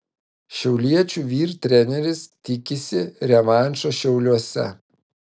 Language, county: Lithuanian, Vilnius